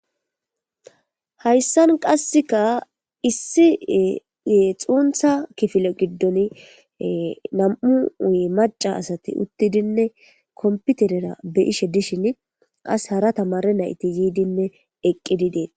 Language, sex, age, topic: Gamo, female, 25-35, government